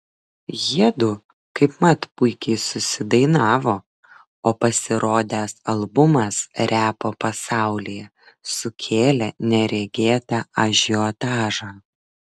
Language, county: Lithuanian, Vilnius